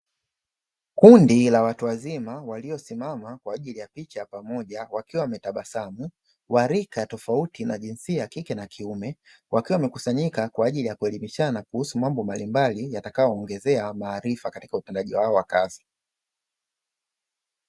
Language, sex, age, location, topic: Swahili, male, 25-35, Dar es Salaam, education